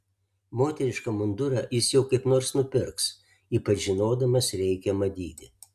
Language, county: Lithuanian, Alytus